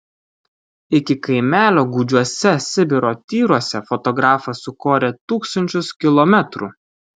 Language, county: Lithuanian, Kaunas